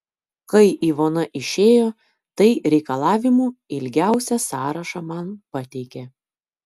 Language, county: Lithuanian, Kaunas